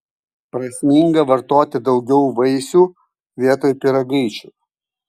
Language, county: Lithuanian, Kaunas